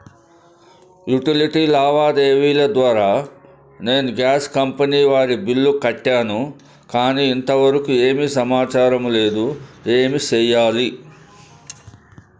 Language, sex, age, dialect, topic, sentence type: Telugu, male, 56-60, Southern, banking, question